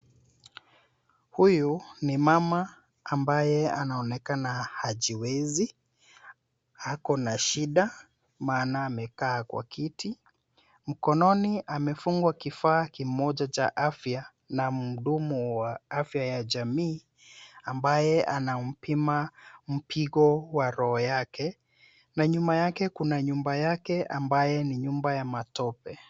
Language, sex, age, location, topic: Swahili, male, 36-49, Nairobi, health